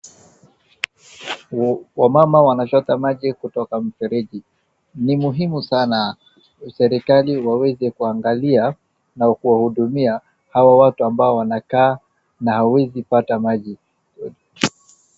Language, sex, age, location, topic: Swahili, male, 25-35, Wajir, health